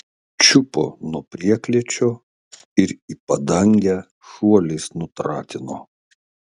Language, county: Lithuanian, Kaunas